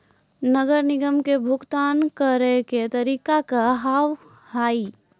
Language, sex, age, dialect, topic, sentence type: Maithili, female, 41-45, Angika, banking, question